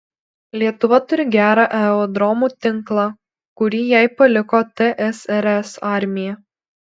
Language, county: Lithuanian, Alytus